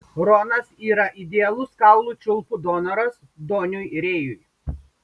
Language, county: Lithuanian, Šiauliai